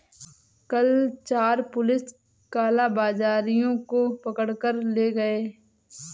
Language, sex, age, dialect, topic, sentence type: Hindi, female, 18-24, Marwari Dhudhari, banking, statement